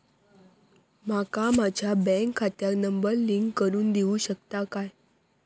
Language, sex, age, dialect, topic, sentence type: Marathi, female, 25-30, Southern Konkan, banking, question